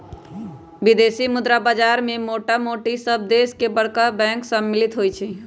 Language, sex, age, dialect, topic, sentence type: Magahi, female, 25-30, Western, banking, statement